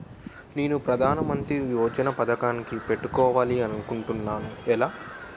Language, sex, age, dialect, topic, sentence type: Telugu, male, 18-24, Utterandhra, banking, question